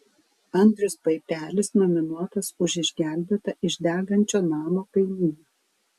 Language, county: Lithuanian, Vilnius